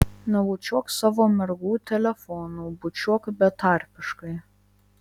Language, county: Lithuanian, Vilnius